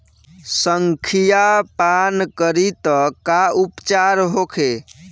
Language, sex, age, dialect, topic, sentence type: Bhojpuri, male, 18-24, Southern / Standard, agriculture, question